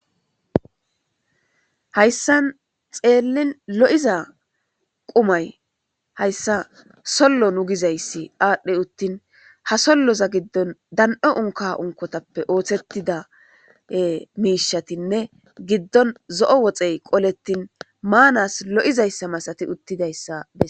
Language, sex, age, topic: Gamo, female, 25-35, government